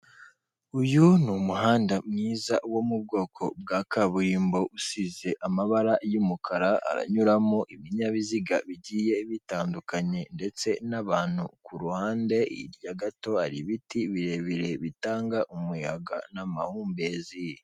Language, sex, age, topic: Kinyarwanda, female, 18-24, government